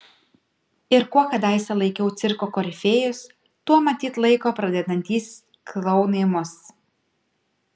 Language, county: Lithuanian, Kaunas